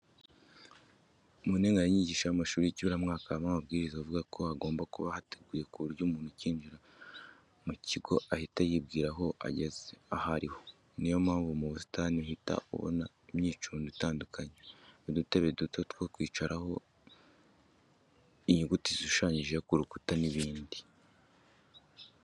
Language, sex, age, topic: Kinyarwanda, male, 25-35, education